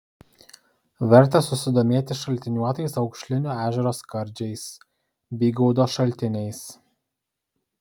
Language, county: Lithuanian, Kaunas